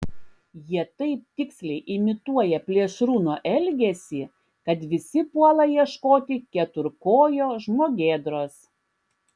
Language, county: Lithuanian, Klaipėda